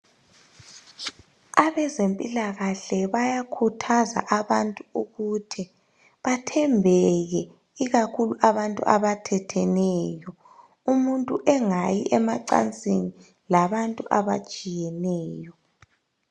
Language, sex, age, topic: North Ndebele, male, 18-24, health